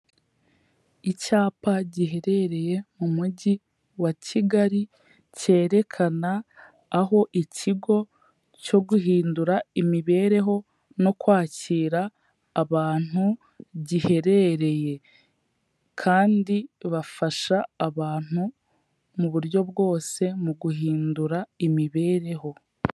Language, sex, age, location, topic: Kinyarwanda, female, 18-24, Kigali, health